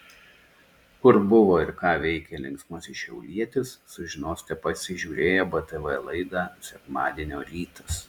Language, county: Lithuanian, Tauragė